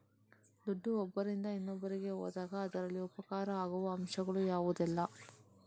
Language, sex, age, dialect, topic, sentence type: Kannada, female, 31-35, Coastal/Dakshin, banking, question